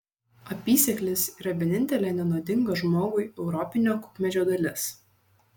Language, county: Lithuanian, Šiauliai